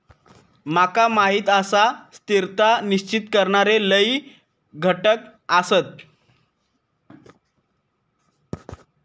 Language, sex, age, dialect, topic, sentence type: Marathi, female, 25-30, Southern Konkan, agriculture, statement